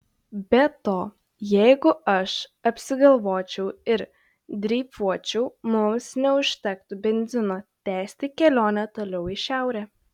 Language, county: Lithuanian, Šiauliai